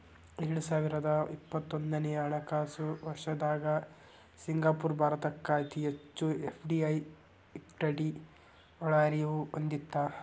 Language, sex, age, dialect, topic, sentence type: Kannada, male, 46-50, Dharwad Kannada, banking, statement